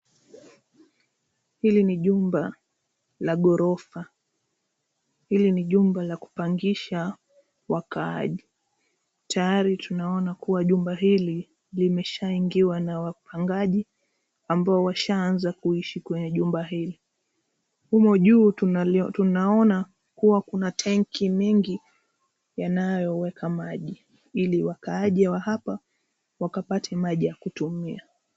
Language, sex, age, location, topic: Swahili, female, 25-35, Nairobi, finance